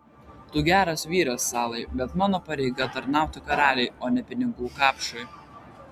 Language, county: Lithuanian, Vilnius